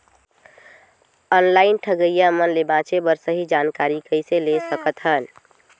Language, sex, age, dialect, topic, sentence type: Chhattisgarhi, female, 18-24, Northern/Bhandar, agriculture, question